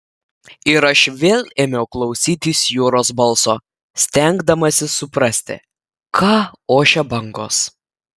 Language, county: Lithuanian, Klaipėda